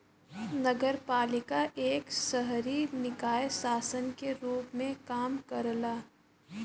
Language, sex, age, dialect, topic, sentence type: Bhojpuri, female, 18-24, Western, banking, statement